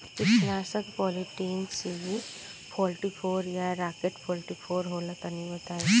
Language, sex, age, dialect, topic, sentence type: Bhojpuri, female, 25-30, Northern, agriculture, question